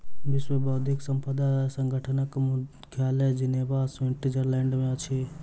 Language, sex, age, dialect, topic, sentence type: Maithili, male, 18-24, Southern/Standard, banking, statement